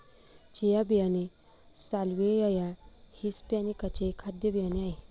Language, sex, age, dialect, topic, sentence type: Marathi, female, 25-30, Northern Konkan, agriculture, statement